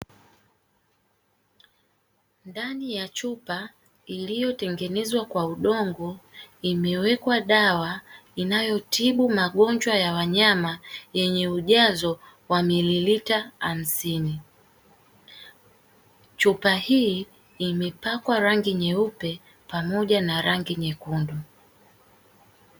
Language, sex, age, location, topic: Swahili, female, 18-24, Dar es Salaam, agriculture